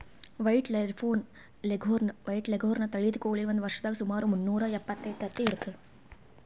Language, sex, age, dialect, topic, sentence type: Kannada, female, 51-55, Northeastern, agriculture, statement